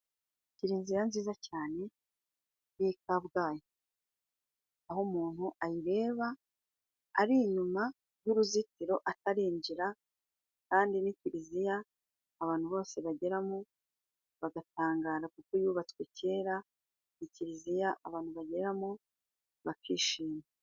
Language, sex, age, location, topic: Kinyarwanda, female, 36-49, Musanze, government